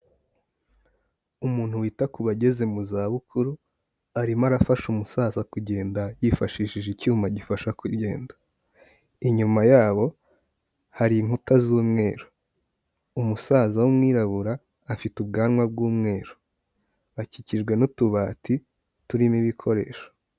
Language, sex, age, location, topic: Kinyarwanda, male, 18-24, Kigali, health